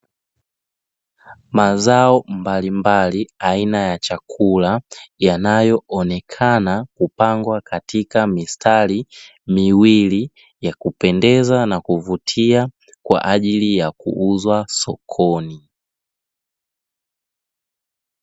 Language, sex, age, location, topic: Swahili, male, 25-35, Dar es Salaam, agriculture